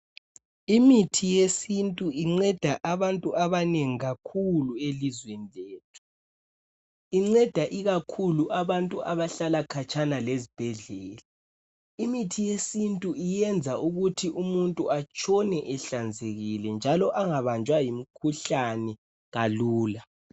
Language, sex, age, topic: North Ndebele, male, 18-24, health